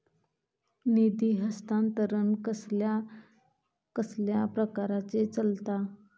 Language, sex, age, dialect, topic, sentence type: Marathi, female, 25-30, Southern Konkan, banking, question